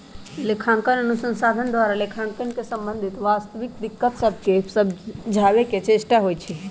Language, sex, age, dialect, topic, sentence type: Magahi, male, 18-24, Western, banking, statement